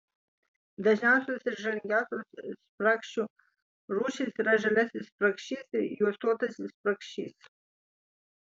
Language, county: Lithuanian, Vilnius